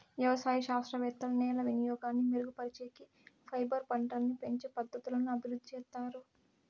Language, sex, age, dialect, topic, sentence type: Telugu, female, 18-24, Southern, agriculture, statement